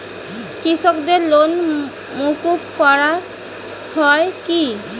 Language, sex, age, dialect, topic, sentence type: Bengali, female, 18-24, Rajbangshi, agriculture, question